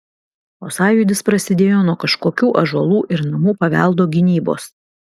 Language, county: Lithuanian, Vilnius